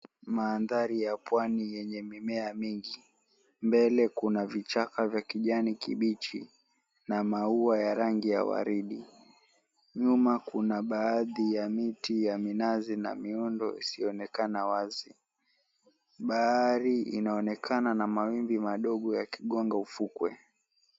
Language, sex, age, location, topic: Swahili, male, 18-24, Mombasa, agriculture